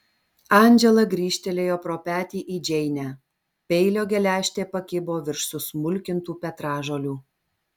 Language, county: Lithuanian, Alytus